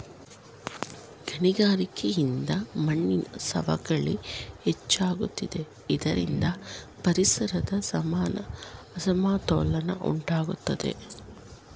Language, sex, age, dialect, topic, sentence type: Kannada, female, 31-35, Mysore Kannada, agriculture, statement